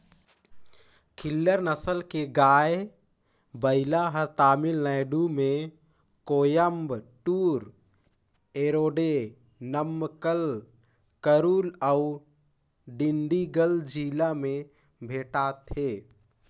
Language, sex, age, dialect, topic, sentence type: Chhattisgarhi, male, 18-24, Northern/Bhandar, agriculture, statement